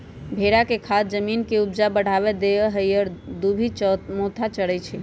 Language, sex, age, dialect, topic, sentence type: Magahi, male, 18-24, Western, agriculture, statement